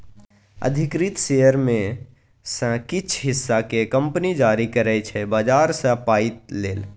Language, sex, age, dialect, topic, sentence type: Maithili, male, 25-30, Bajjika, banking, statement